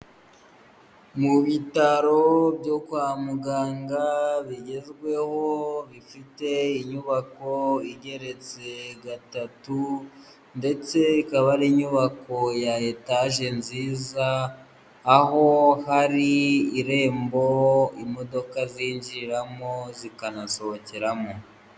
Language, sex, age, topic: Kinyarwanda, female, 18-24, health